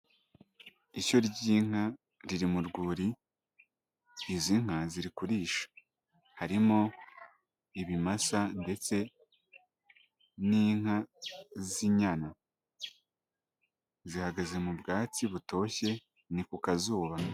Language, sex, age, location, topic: Kinyarwanda, male, 25-35, Nyagatare, agriculture